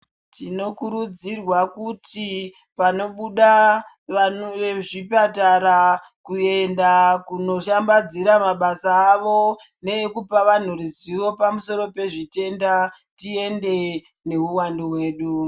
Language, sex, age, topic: Ndau, male, 25-35, health